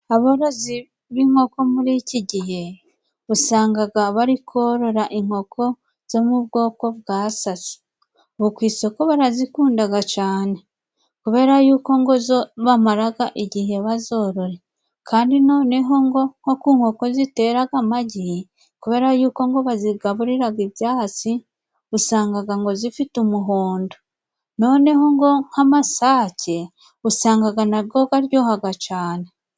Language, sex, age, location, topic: Kinyarwanda, female, 25-35, Musanze, agriculture